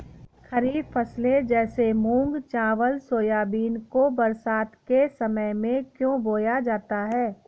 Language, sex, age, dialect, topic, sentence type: Hindi, female, 18-24, Awadhi Bundeli, agriculture, question